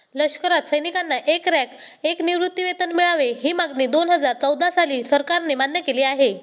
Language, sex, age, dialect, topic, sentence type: Marathi, male, 18-24, Standard Marathi, banking, statement